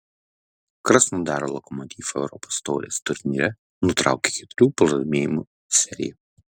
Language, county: Lithuanian, Vilnius